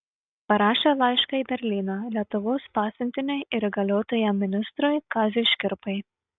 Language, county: Lithuanian, Šiauliai